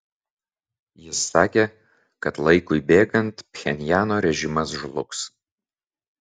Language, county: Lithuanian, Vilnius